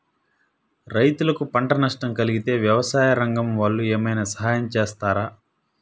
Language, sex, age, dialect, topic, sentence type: Telugu, male, 31-35, Central/Coastal, agriculture, question